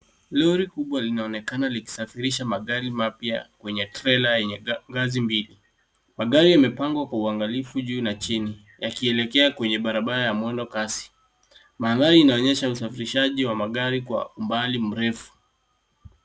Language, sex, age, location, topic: Swahili, male, 18-24, Nairobi, finance